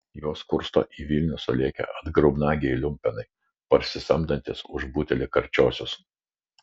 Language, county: Lithuanian, Vilnius